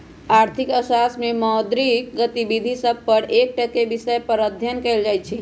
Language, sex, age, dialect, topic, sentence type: Magahi, female, 25-30, Western, banking, statement